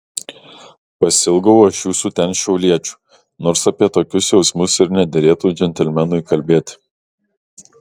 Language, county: Lithuanian, Kaunas